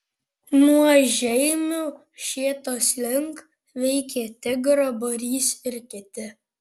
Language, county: Lithuanian, Panevėžys